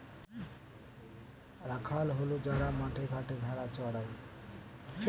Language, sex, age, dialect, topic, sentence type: Bengali, male, 18-24, Standard Colloquial, agriculture, statement